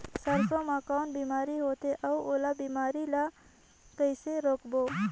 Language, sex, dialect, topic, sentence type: Chhattisgarhi, female, Northern/Bhandar, agriculture, question